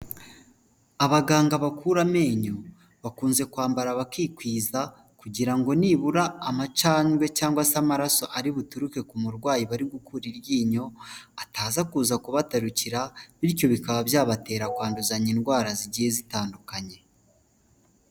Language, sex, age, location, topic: Kinyarwanda, male, 18-24, Huye, health